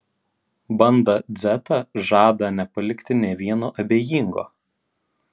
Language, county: Lithuanian, Vilnius